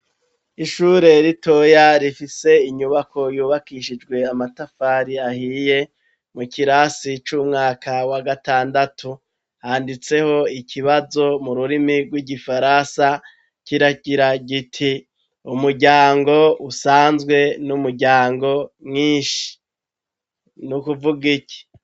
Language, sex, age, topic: Rundi, male, 36-49, education